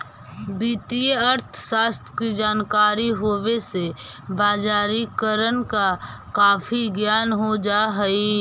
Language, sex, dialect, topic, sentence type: Magahi, female, Central/Standard, agriculture, statement